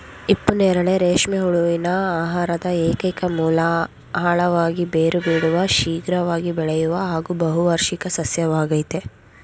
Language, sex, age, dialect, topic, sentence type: Kannada, female, 51-55, Mysore Kannada, agriculture, statement